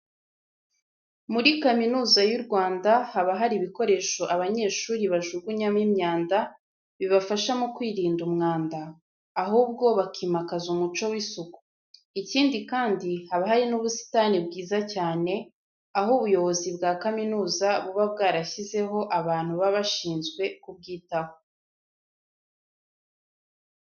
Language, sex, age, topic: Kinyarwanda, female, 25-35, education